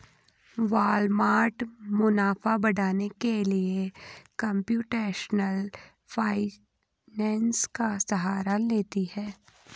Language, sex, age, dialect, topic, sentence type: Hindi, female, 18-24, Garhwali, banking, statement